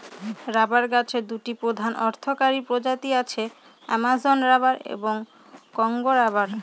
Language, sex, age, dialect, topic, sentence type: Bengali, female, 31-35, Northern/Varendri, agriculture, statement